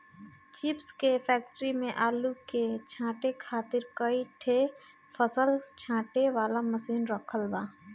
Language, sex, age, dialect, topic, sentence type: Bhojpuri, female, 25-30, Northern, agriculture, statement